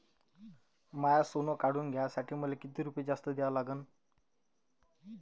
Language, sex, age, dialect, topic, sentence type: Marathi, male, 25-30, Varhadi, banking, question